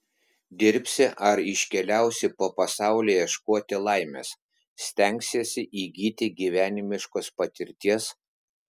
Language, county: Lithuanian, Klaipėda